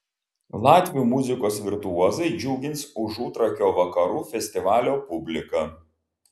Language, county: Lithuanian, Vilnius